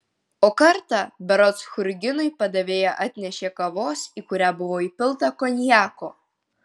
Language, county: Lithuanian, Vilnius